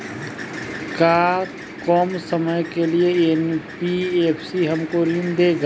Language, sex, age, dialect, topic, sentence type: Bhojpuri, male, 25-30, Northern, banking, question